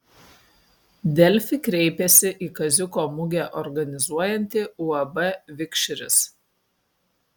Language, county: Lithuanian, Kaunas